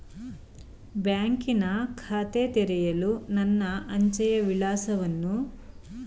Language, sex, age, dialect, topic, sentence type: Kannada, female, 36-40, Mysore Kannada, banking, question